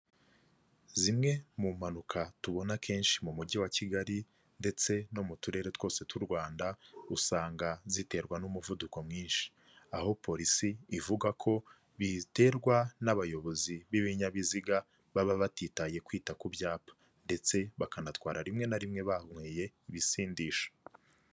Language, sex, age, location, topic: Kinyarwanda, male, 25-35, Kigali, government